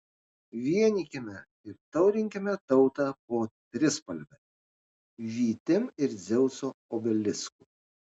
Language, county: Lithuanian, Kaunas